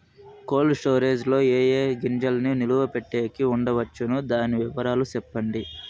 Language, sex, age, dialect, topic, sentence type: Telugu, male, 46-50, Southern, agriculture, question